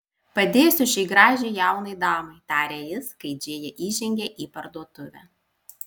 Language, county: Lithuanian, Alytus